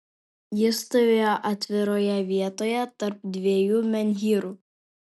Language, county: Lithuanian, Alytus